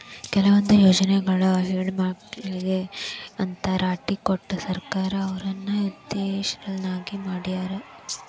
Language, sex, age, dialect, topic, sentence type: Kannada, female, 18-24, Dharwad Kannada, banking, statement